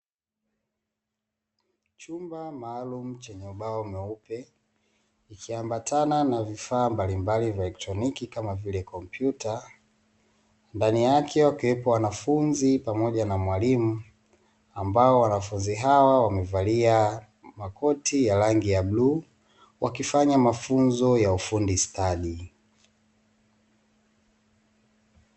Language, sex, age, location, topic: Swahili, male, 18-24, Dar es Salaam, education